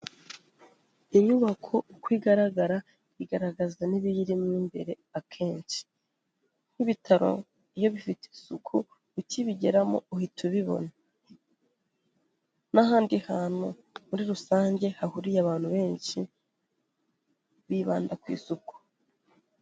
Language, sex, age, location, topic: Kinyarwanda, female, 25-35, Kigali, health